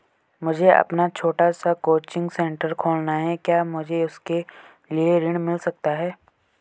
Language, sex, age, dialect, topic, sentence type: Hindi, male, 18-24, Hindustani Malvi Khadi Boli, banking, question